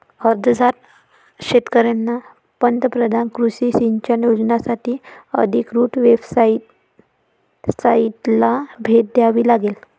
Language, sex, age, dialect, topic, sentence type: Marathi, female, 18-24, Varhadi, agriculture, statement